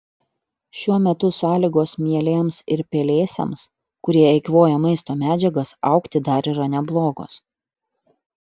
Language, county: Lithuanian, Utena